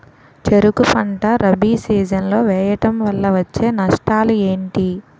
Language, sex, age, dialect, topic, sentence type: Telugu, female, 18-24, Utterandhra, agriculture, question